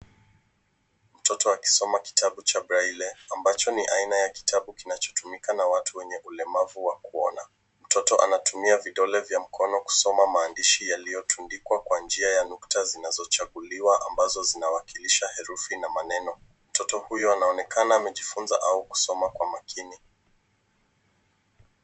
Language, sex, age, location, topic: Swahili, female, 25-35, Nairobi, education